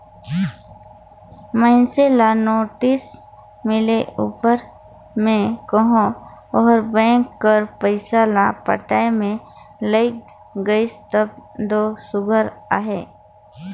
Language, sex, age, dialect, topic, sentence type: Chhattisgarhi, female, 25-30, Northern/Bhandar, banking, statement